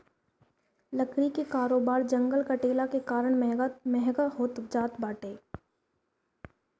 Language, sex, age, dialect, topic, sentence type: Bhojpuri, female, 18-24, Northern, agriculture, statement